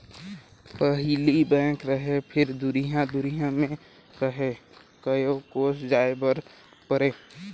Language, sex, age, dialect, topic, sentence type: Chhattisgarhi, male, 60-100, Northern/Bhandar, banking, statement